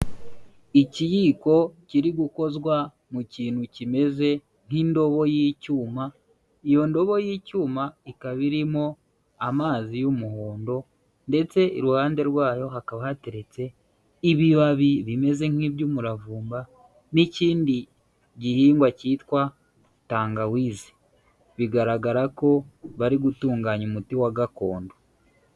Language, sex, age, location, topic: Kinyarwanda, male, 25-35, Huye, health